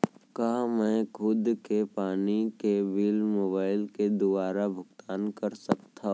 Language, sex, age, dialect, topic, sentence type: Chhattisgarhi, male, 18-24, Central, banking, question